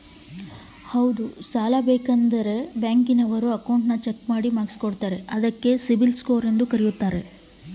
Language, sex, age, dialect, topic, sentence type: Kannada, female, 25-30, Central, banking, question